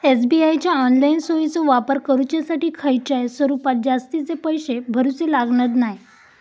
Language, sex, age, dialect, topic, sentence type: Marathi, female, 18-24, Southern Konkan, banking, statement